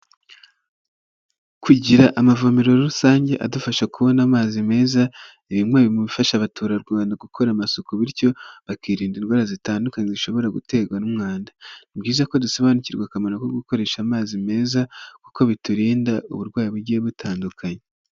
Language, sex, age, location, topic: Kinyarwanda, male, 25-35, Huye, health